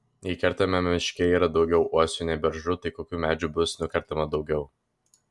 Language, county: Lithuanian, Vilnius